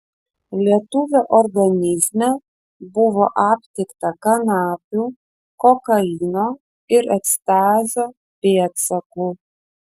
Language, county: Lithuanian, Vilnius